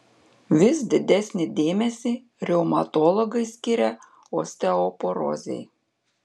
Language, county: Lithuanian, Panevėžys